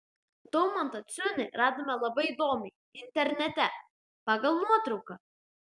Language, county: Lithuanian, Klaipėda